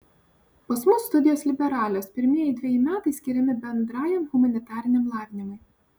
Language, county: Lithuanian, Vilnius